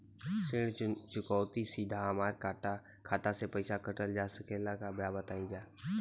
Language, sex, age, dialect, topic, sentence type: Bhojpuri, female, 36-40, Western, banking, question